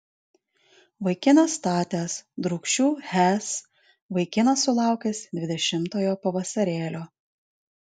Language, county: Lithuanian, Alytus